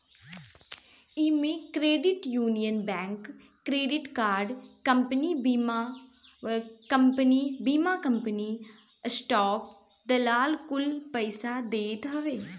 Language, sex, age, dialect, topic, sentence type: Bhojpuri, female, 25-30, Northern, banking, statement